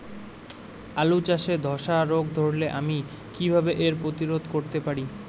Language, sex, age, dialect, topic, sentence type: Bengali, male, 18-24, Rajbangshi, agriculture, question